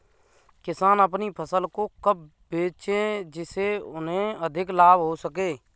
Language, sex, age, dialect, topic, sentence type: Hindi, male, 25-30, Kanauji Braj Bhasha, agriculture, question